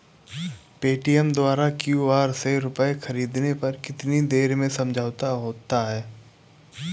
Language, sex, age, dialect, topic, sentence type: Hindi, male, 18-24, Awadhi Bundeli, banking, question